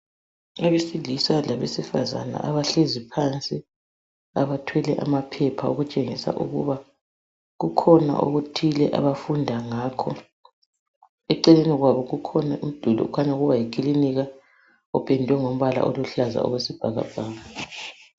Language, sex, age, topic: North Ndebele, female, 36-49, health